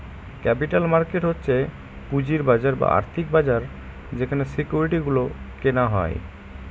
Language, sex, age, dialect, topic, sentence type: Bengali, male, 18-24, Northern/Varendri, banking, statement